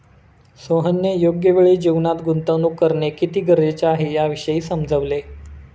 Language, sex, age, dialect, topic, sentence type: Marathi, male, 25-30, Standard Marathi, banking, statement